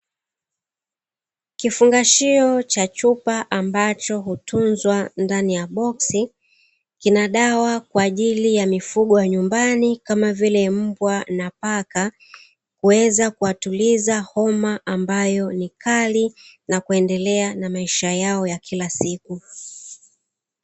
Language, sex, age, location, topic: Swahili, female, 36-49, Dar es Salaam, agriculture